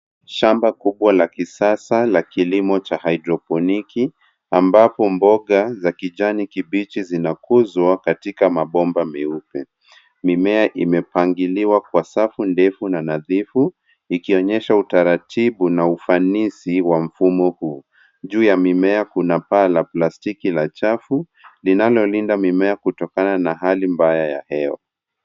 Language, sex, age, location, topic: Swahili, male, 18-24, Nairobi, agriculture